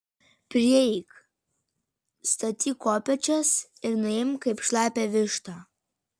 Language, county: Lithuanian, Vilnius